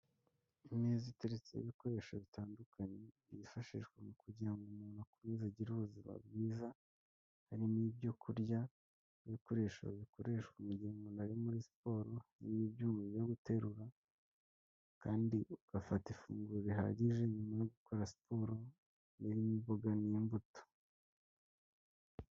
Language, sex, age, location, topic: Kinyarwanda, female, 18-24, Kigali, health